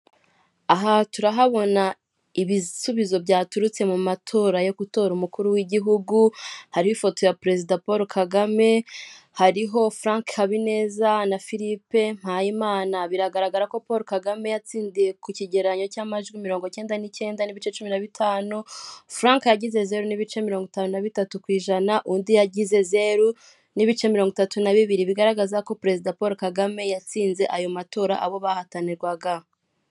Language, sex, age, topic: Kinyarwanda, female, 18-24, government